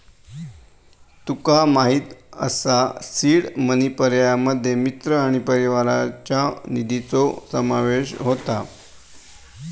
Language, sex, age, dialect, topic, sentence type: Marathi, male, 18-24, Southern Konkan, banking, statement